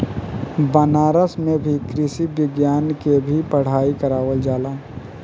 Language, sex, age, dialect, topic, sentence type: Bhojpuri, male, 31-35, Southern / Standard, agriculture, statement